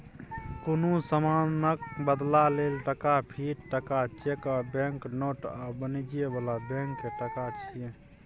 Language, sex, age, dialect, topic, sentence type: Maithili, male, 31-35, Bajjika, banking, statement